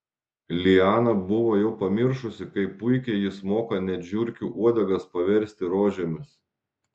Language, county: Lithuanian, Šiauliai